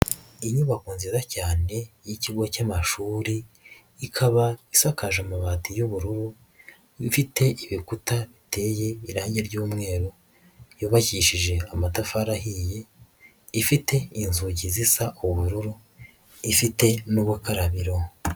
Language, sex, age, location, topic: Kinyarwanda, female, 18-24, Nyagatare, education